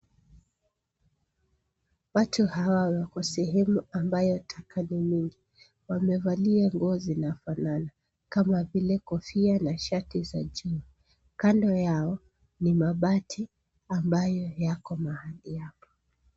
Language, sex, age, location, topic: Swahili, female, 36-49, Nairobi, health